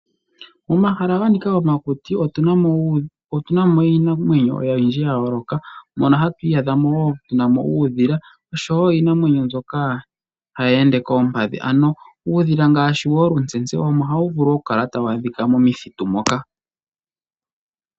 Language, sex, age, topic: Oshiwambo, male, 18-24, agriculture